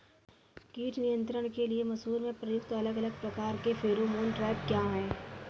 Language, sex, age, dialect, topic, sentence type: Hindi, female, 18-24, Awadhi Bundeli, agriculture, question